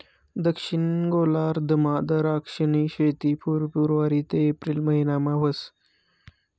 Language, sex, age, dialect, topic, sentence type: Marathi, male, 25-30, Northern Konkan, agriculture, statement